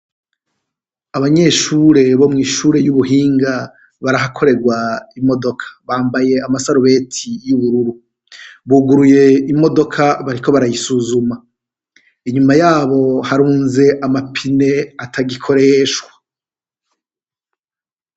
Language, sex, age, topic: Rundi, male, 36-49, education